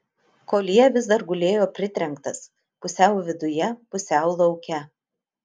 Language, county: Lithuanian, Utena